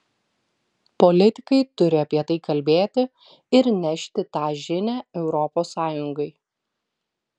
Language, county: Lithuanian, Vilnius